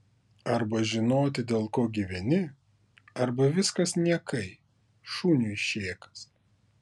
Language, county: Lithuanian, Klaipėda